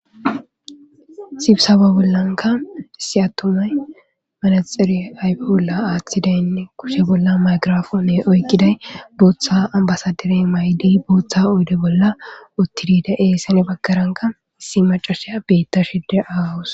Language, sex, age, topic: Gamo, female, 25-35, government